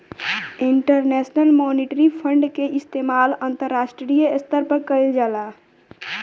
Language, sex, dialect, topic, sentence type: Bhojpuri, male, Southern / Standard, banking, statement